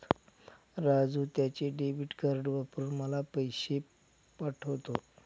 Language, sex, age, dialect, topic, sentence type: Marathi, male, 51-55, Northern Konkan, banking, statement